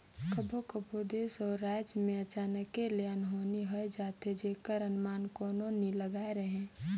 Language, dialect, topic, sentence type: Chhattisgarhi, Northern/Bhandar, banking, statement